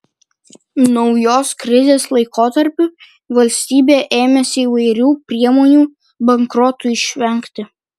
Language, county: Lithuanian, Kaunas